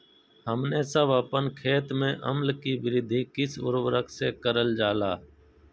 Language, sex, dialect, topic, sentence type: Magahi, male, Southern, agriculture, question